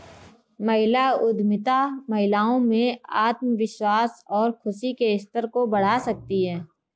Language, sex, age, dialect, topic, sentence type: Hindi, female, 25-30, Marwari Dhudhari, banking, statement